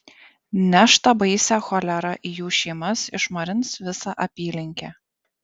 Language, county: Lithuanian, Šiauliai